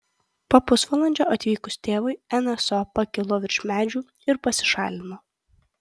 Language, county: Lithuanian, Kaunas